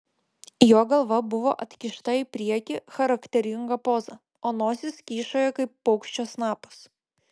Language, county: Lithuanian, Vilnius